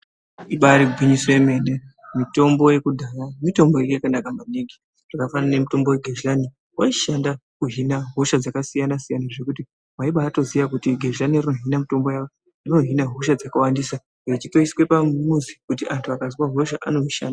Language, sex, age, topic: Ndau, male, 50+, health